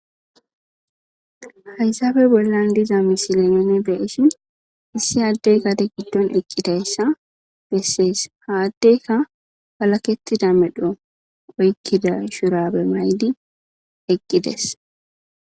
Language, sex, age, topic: Gamo, female, 18-24, agriculture